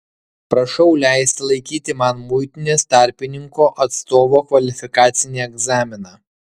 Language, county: Lithuanian, Kaunas